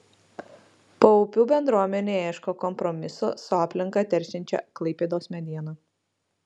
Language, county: Lithuanian, Marijampolė